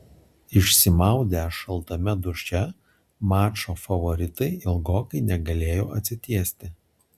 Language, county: Lithuanian, Alytus